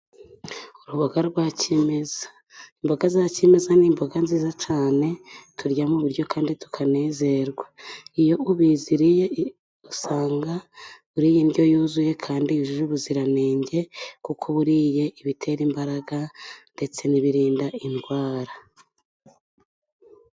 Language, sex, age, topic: Kinyarwanda, female, 25-35, health